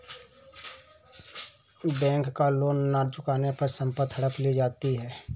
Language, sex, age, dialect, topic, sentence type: Hindi, male, 31-35, Awadhi Bundeli, banking, statement